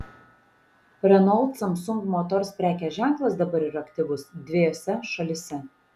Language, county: Lithuanian, Šiauliai